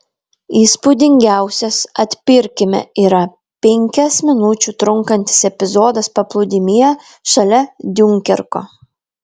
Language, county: Lithuanian, Vilnius